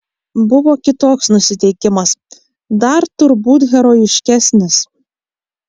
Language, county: Lithuanian, Kaunas